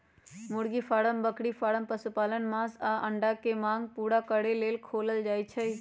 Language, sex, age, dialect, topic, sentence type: Magahi, female, 25-30, Western, agriculture, statement